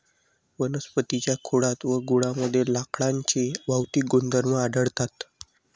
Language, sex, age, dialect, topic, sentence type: Marathi, male, 18-24, Varhadi, agriculture, statement